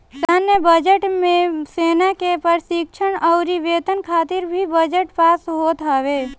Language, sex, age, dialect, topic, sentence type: Bhojpuri, female, 18-24, Northern, banking, statement